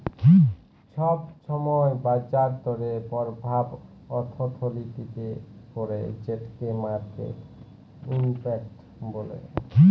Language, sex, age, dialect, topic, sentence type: Bengali, male, 18-24, Jharkhandi, banking, statement